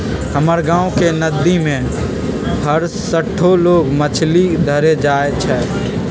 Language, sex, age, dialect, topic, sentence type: Magahi, male, 46-50, Western, agriculture, statement